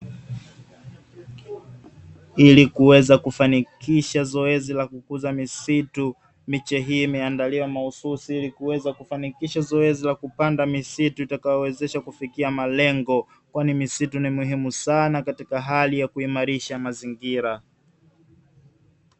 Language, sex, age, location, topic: Swahili, male, 25-35, Dar es Salaam, agriculture